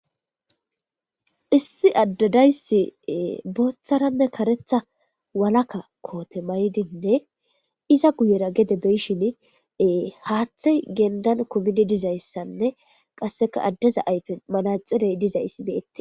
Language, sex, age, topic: Gamo, female, 25-35, government